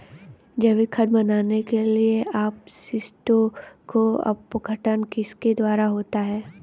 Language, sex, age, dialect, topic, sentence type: Hindi, female, 31-35, Hindustani Malvi Khadi Boli, agriculture, question